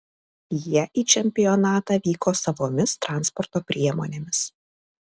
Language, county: Lithuanian, Kaunas